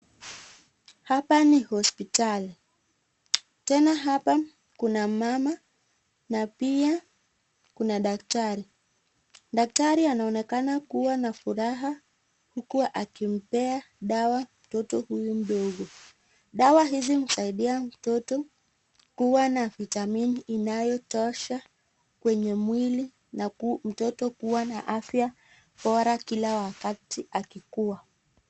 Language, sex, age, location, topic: Swahili, female, 25-35, Nakuru, health